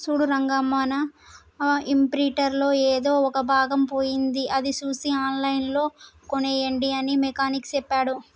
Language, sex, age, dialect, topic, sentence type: Telugu, male, 18-24, Telangana, agriculture, statement